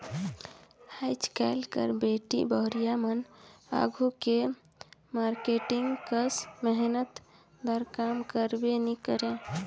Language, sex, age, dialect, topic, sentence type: Chhattisgarhi, female, 25-30, Northern/Bhandar, agriculture, statement